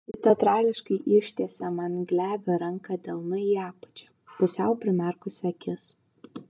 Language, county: Lithuanian, Vilnius